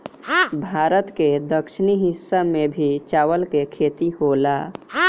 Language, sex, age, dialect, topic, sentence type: Bhojpuri, male, <18, Northern, agriculture, statement